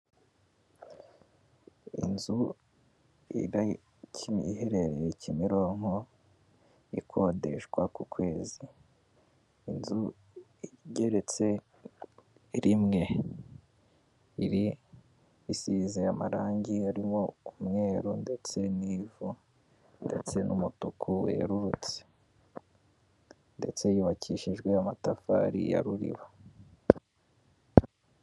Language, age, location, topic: Kinyarwanda, 18-24, Kigali, finance